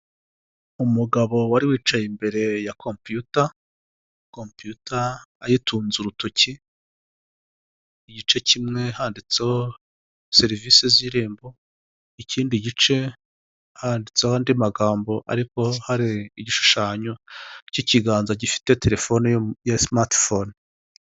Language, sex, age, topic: Kinyarwanda, male, 50+, government